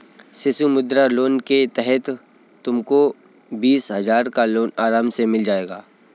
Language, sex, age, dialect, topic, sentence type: Hindi, male, 25-30, Kanauji Braj Bhasha, banking, statement